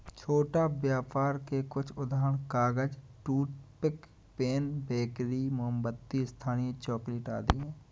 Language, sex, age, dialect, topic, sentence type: Hindi, male, 25-30, Awadhi Bundeli, banking, statement